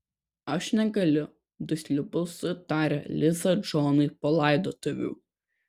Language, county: Lithuanian, Kaunas